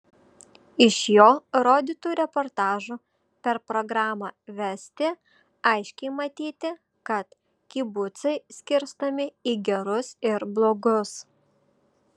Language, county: Lithuanian, Vilnius